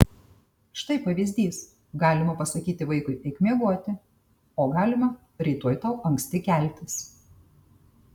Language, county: Lithuanian, Tauragė